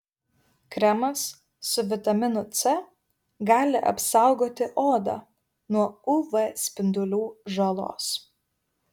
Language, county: Lithuanian, Vilnius